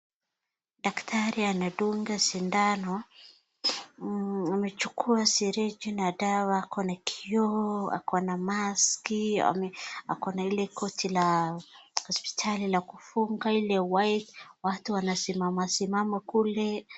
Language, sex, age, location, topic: Swahili, female, 25-35, Wajir, health